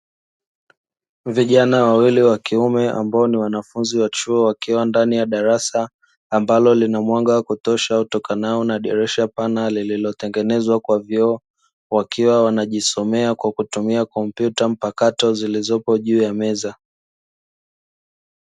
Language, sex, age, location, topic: Swahili, male, 25-35, Dar es Salaam, education